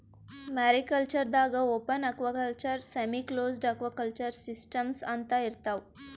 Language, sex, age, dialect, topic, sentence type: Kannada, female, 18-24, Northeastern, agriculture, statement